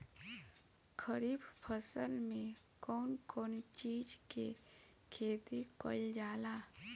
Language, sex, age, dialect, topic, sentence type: Bhojpuri, female, 25-30, Northern, agriculture, question